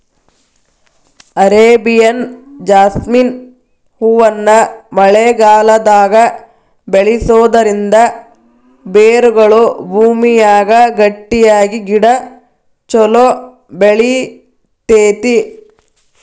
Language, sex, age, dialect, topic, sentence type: Kannada, female, 31-35, Dharwad Kannada, agriculture, statement